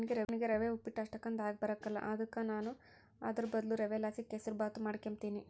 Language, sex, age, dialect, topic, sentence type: Kannada, female, 41-45, Central, agriculture, statement